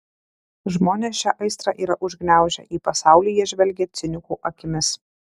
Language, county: Lithuanian, Alytus